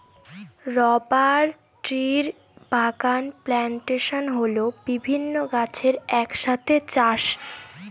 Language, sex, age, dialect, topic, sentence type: Bengali, female, 18-24, Northern/Varendri, agriculture, statement